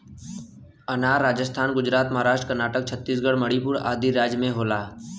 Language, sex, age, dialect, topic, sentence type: Bhojpuri, male, 18-24, Western, agriculture, statement